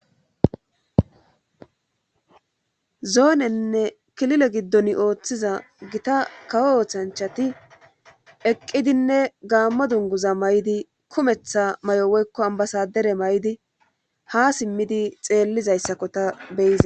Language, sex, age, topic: Gamo, male, 18-24, government